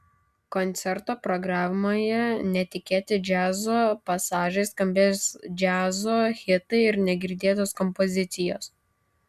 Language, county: Lithuanian, Kaunas